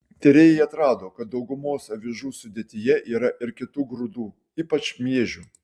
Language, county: Lithuanian, Utena